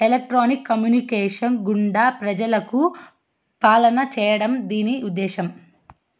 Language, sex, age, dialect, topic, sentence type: Telugu, female, 25-30, Southern, banking, statement